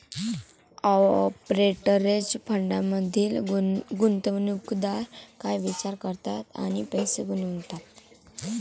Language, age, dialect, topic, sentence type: Marathi, <18, Varhadi, banking, statement